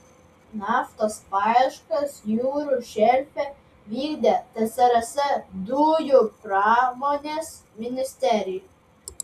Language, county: Lithuanian, Vilnius